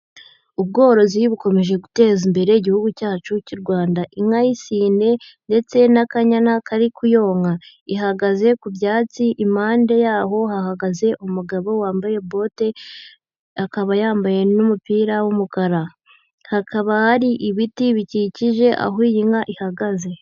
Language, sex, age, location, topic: Kinyarwanda, female, 18-24, Huye, agriculture